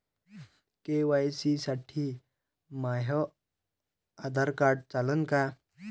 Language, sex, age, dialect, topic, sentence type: Marathi, male, 18-24, Varhadi, banking, question